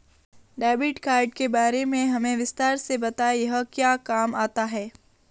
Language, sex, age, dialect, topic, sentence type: Hindi, female, 18-24, Marwari Dhudhari, banking, question